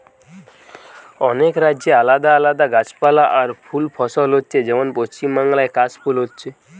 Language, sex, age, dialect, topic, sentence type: Bengali, male, 18-24, Western, agriculture, statement